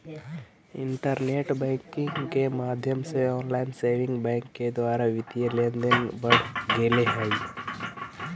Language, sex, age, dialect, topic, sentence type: Magahi, male, 18-24, Central/Standard, banking, statement